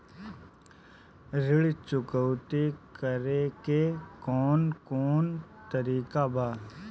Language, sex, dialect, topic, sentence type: Bhojpuri, male, Northern, banking, question